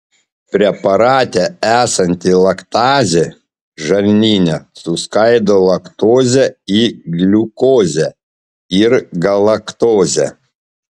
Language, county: Lithuanian, Panevėžys